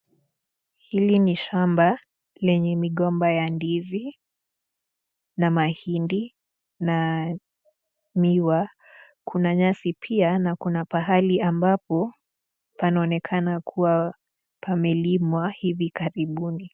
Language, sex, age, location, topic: Swahili, female, 18-24, Nakuru, agriculture